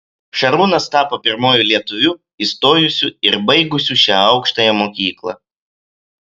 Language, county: Lithuanian, Klaipėda